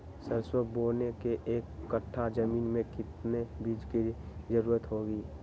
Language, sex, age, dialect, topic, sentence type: Magahi, male, 18-24, Western, agriculture, question